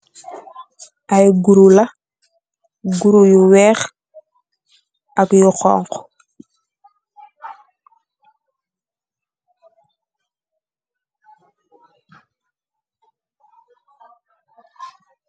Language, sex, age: Wolof, female, 18-24